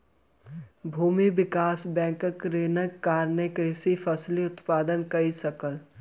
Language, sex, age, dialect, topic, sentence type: Maithili, male, 18-24, Southern/Standard, banking, statement